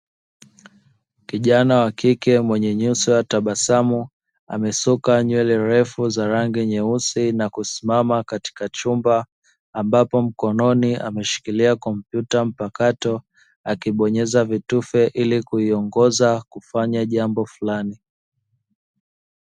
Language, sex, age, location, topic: Swahili, male, 18-24, Dar es Salaam, education